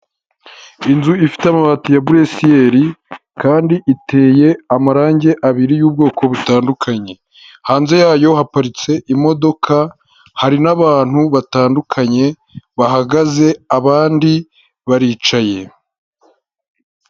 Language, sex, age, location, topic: Kinyarwanda, male, 18-24, Huye, health